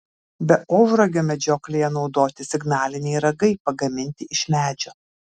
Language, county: Lithuanian, Kaunas